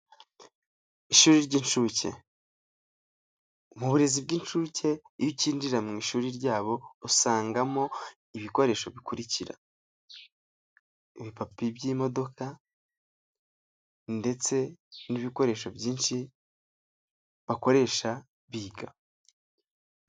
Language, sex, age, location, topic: Kinyarwanda, male, 18-24, Nyagatare, education